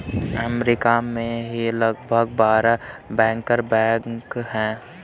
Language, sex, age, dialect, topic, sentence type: Hindi, male, 31-35, Kanauji Braj Bhasha, banking, statement